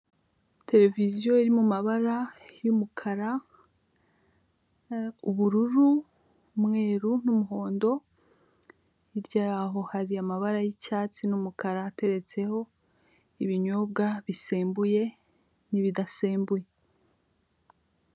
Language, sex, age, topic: Kinyarwanda, female, 25-35, finance